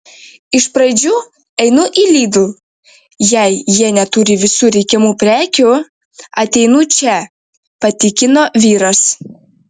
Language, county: Lithuanian, Vilnius